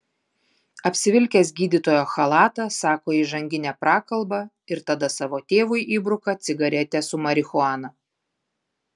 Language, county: Lithuanian, Klaipėda